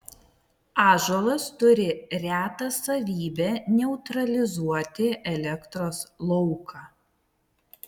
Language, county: Lithuanian, Vilnius